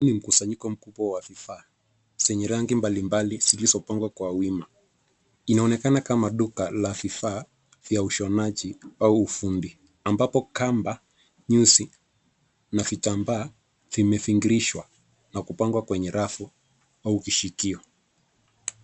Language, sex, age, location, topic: Swahili, male, 25-35, Nairobi, finance